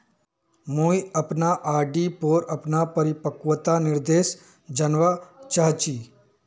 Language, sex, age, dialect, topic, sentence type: Magahi, male, 41-45, Northeastern/Surjapuri, banking, statement